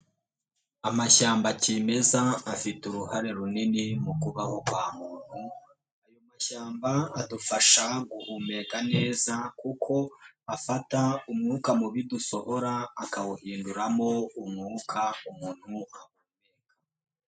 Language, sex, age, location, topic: Kinyarwanda, male, 18-24, Nyagatare, agriculture